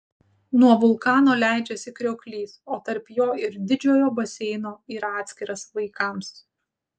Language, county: Lithuanian, Utena